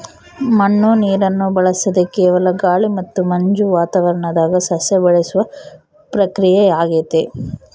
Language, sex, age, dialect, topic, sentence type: Kannada, female, 18-24, Central, agriculture, statement